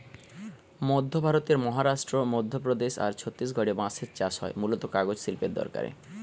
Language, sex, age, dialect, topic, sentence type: Bengali, male, 31-35, Western, agriculture, statement